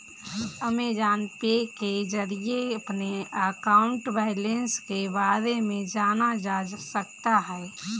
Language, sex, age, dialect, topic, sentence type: Hindi, female, 25-30, Kanauji Braj Bhasha, banking, statement